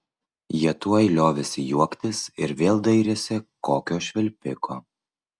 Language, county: Lithuanian, Vilnius